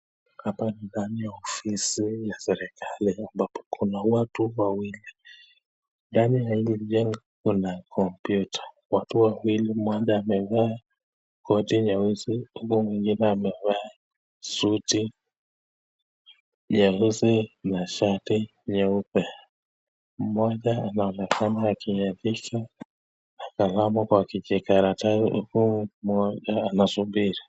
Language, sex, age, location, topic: Swahili, male, 25-35, Nakuru, government